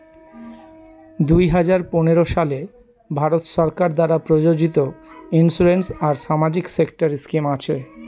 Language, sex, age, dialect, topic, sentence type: Bengali, male, 41-45, Northern/Varendri, banking, statement